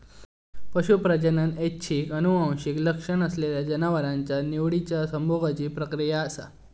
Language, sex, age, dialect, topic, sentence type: Marathi, male, 18-24, Southern Konkan, agriculture, statement